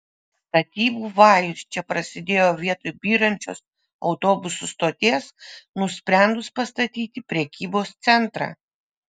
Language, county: Lithuanian, Vilnius